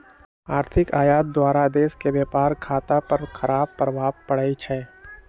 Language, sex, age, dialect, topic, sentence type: Magahi, male, 18-24, Western, banking, statement